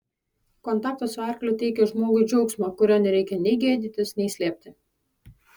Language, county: Lithuanian, Alytus